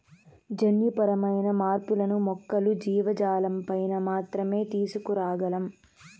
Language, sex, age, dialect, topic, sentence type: Telugu, female, 18-24, Southern, agriculture, statement